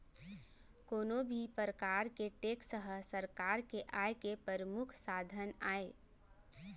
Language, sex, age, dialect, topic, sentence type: Chhattisgarhi, female, 18-24, Central, banking, statement